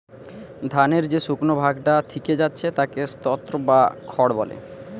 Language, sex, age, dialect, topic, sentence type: Bengali, male, 31-35, Western, agriculture, statement